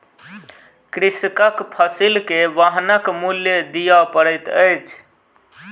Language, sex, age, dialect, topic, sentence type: Maithili, male, 25-30, Southern/Standard, agriculture, statement